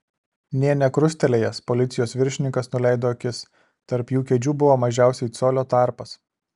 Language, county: Lithuanian, Alytus